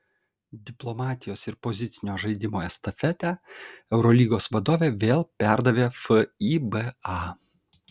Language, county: Lithuanian, Kaunas